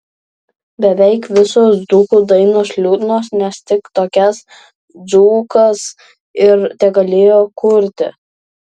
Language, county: Lithuanian, Vilnius